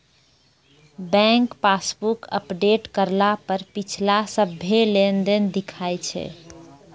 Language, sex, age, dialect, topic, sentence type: Maithili, female, 25-30, Angika, banking, statement